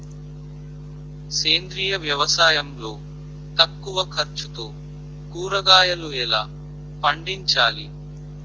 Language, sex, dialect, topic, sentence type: Telugu, male, Utterandhra, agriculture, question